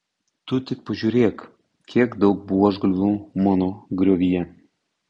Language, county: Lithuanian, Tauragė